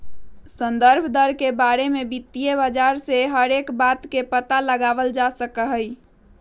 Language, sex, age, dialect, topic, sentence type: Magahi, female, 36-40, Western, banking, statement